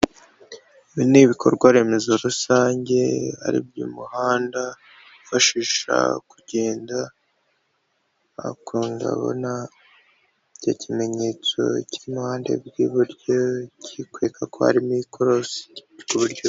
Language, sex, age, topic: Kinyarwanda, female, 25-35, government